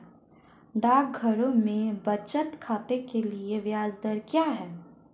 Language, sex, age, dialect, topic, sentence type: Hindi, female, 25-30, Marwari Dhudhari, banking, question